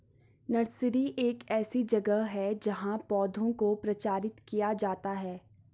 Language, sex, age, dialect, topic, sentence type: Hindi, female, 41-45, Garhwali, agriculture, statement